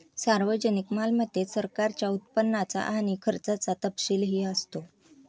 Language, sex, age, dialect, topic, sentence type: Marathi, female, 31-35, Standard Marathi, banking, statement